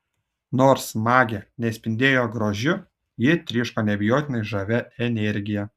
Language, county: Lithuanian, Utena